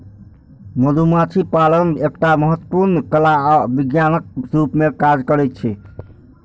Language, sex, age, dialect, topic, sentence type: Maithili, male, 46-50, Eastern / Thethi, agriculture, statement